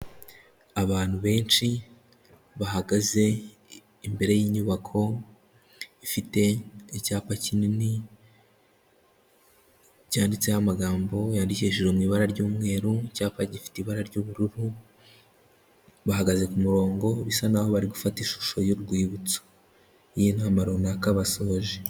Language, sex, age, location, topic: Kinyarwanda, male, 18-24, Kigali, health